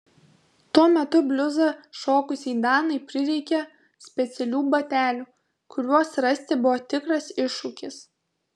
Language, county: Lithuanian, Kaunas